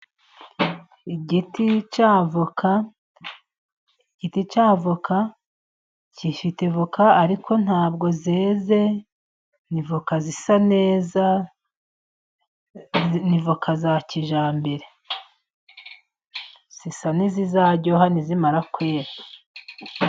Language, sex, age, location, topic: Kinyarwanda, male, 50+, Musanze, agriculture